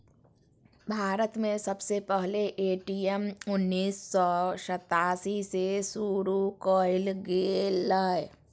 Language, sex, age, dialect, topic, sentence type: Magahi, female, 25-30, Southern, banking, statement